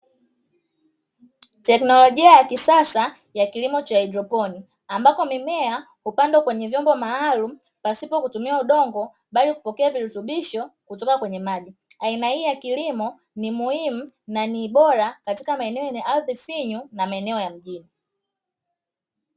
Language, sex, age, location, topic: Swahili, female, 25-35, Dar es Salaam, agriculture